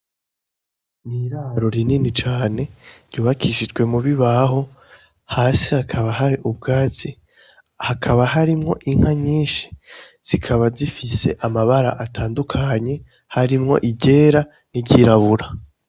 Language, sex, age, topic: Rundi, male, 18-24, agriculture